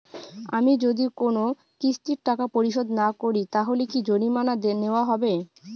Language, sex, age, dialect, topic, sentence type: Bengali, female, 18-24, Rajbangshi, banking, question